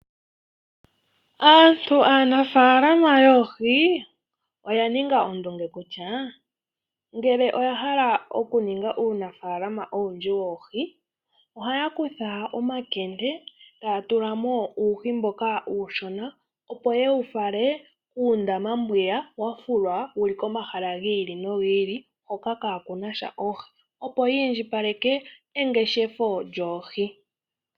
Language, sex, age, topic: Oshiwambo, female, 18-24, agriculture